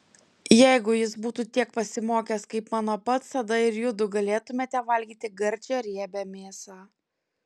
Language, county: Lithuanian, Klaipėda